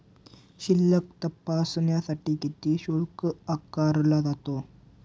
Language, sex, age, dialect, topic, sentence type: Marathi, male, 18-24, Standard Marathi, banking, question